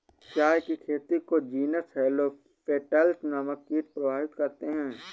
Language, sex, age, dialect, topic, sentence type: Hindi, male, 18-24, Awadhi Bundeli, agriculture, statement